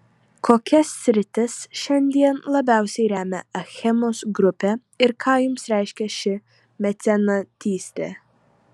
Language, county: Lithuanian, Vilnius